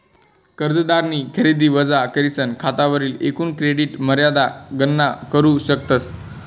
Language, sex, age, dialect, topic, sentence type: Marathi, male, 18-24, Northern Konkan, banking, statement